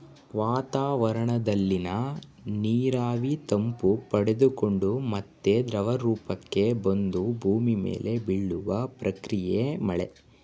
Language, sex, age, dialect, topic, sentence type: Kannada, male, 18-24, Mysore Kannada, agriculture, statement